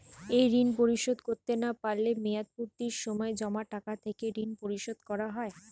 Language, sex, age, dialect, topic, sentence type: Bengali, female, 25-30, Northern/Varendri, banking, question